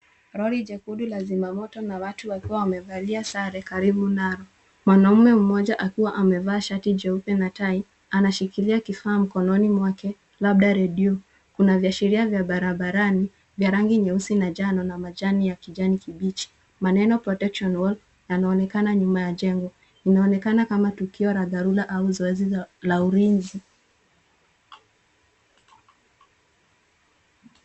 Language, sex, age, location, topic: Swahili, female, 36-49, Nairobi, health